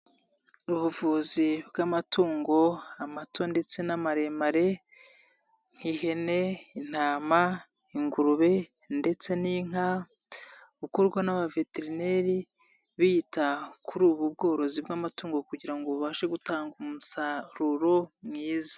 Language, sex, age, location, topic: Kinyarwanda, male, 25-35, Nyagatare, health